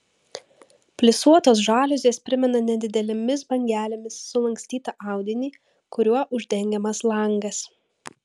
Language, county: Lithuanian, Vilnius